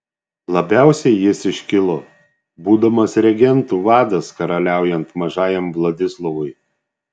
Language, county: Lithuanian, Šiauliai